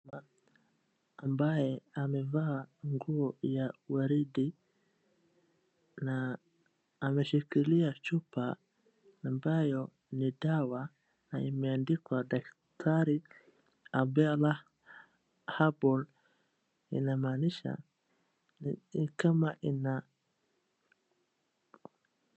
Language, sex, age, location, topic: Swahili, male, 25-35, Wajir, health